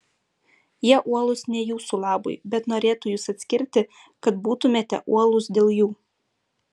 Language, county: Lithuanian, Utena